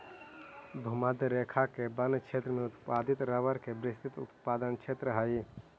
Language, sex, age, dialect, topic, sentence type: Magahi, male, 18-24, Central/Standard, banking, statement